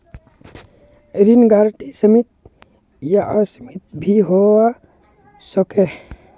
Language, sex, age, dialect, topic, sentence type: Magahi, male, 18-24, Northeastern/Surjapuri, banking, statement